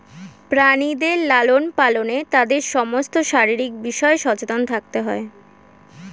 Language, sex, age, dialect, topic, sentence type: Bengali, female, 18-24, Standard Colloquial, agriculture, statement